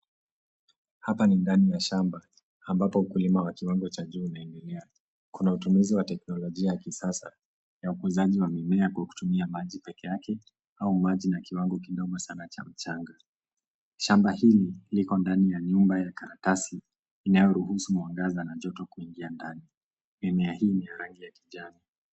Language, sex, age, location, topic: Swahili, male, 18-24, Nairobi, agriculture